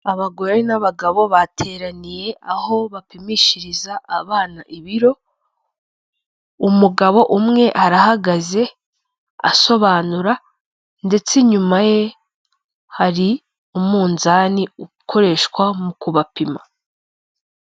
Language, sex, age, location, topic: Kinyarwanda, female, 25-35, Kigali, health